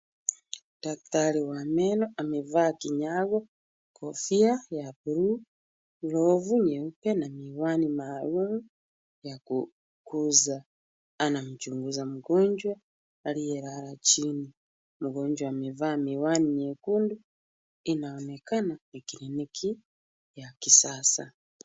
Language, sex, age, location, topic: Swahili, female, 36-49, Kisumu, health